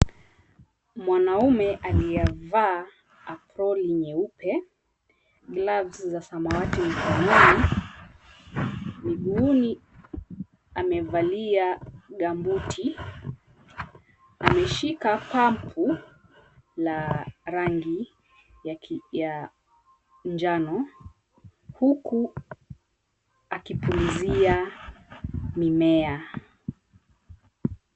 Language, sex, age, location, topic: Swahili, female, 25-35, Mombasa, health